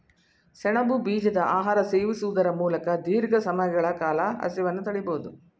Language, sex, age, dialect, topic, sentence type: Kannada, female, 60-100, Mysore Kannada, agriculture, statement